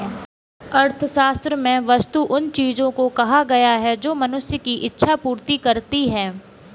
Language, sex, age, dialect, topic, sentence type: Hindi, female, 18-24, Kanauji Braj Bhasha, banking, statement